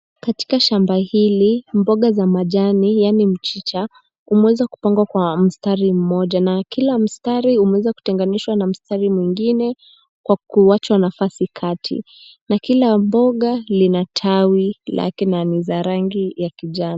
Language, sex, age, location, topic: Swahili, female, 18-24, Nairobi, agriculture